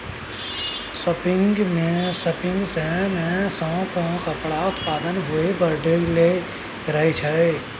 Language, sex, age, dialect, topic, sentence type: Maithili, male, 18-24, Bajjika, agriculture, statement